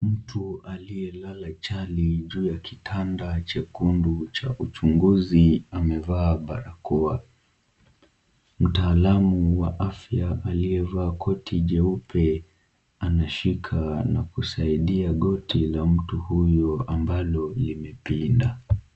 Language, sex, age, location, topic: Swahili, male, 18-24, Kisumu, health